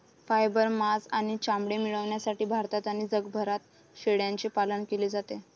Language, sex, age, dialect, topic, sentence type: Marathi, female, 25-30, Varhadi, agriculture, statement